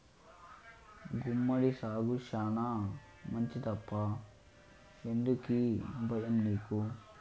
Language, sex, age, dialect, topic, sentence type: Telugu, male, 18-24, Southern, agriculture, statement